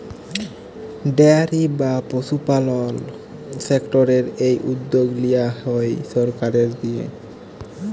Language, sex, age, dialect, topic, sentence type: Bengali, male, 18-24, Jharkhandi, agriculture, statement